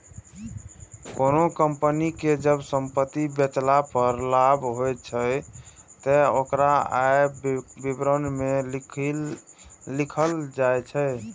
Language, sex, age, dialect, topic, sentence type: Maithili, male, 31-35, Eastern / Thethi, banking, statement